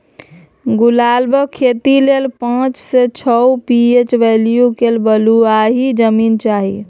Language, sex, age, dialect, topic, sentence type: Maithili, male, 25-30, Bajjika, agriculture, statement